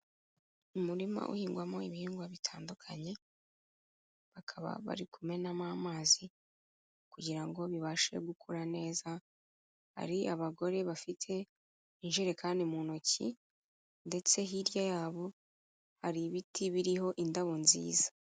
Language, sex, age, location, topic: Kinyarwanda, female, 36-49, Kigali, agriculture